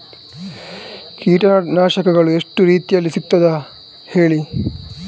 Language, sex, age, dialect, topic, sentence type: Kannada, male, 18-24, Coastal/Dakshin, agriculture, question